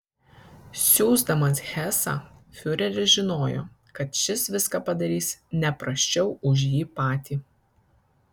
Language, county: Lithuanian, Kaunas